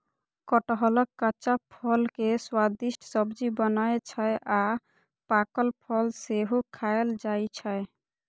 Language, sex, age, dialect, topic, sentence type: Maithili, female, 25-30, Eastern / Thethi, agriculture, statement